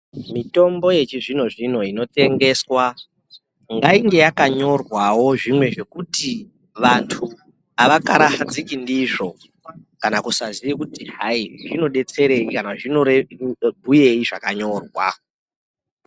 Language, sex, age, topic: Ndau, male, 36-49, health